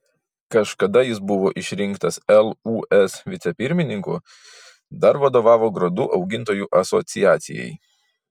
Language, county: Lithuanian, Vilnius